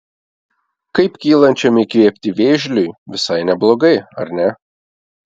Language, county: Lithuanian, Telšiai